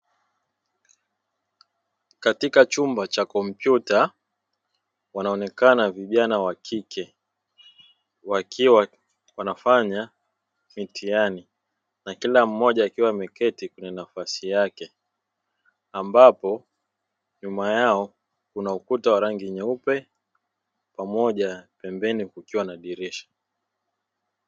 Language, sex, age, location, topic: Swahili, male, 18-24, Dar es Salaam, education